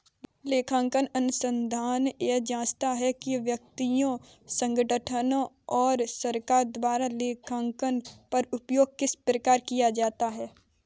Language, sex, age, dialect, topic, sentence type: Hindi, female, 25-30, Kanauji Braj Bhasha, banking, statement